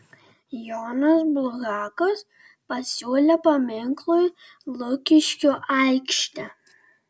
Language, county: Lithuanian, Vilnius